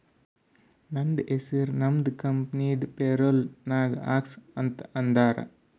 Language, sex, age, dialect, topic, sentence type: Kannada, male, 18-24, Northeastern, banking, statement